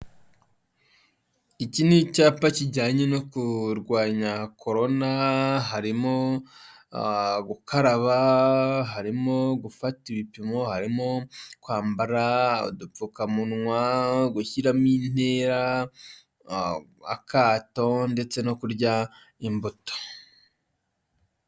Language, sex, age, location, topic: Kinyarwanda, male, 25-35, Huye, health